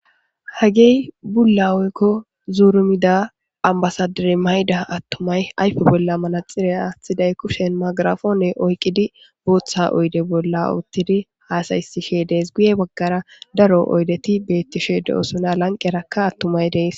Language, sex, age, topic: Gamo, female, 18-24, government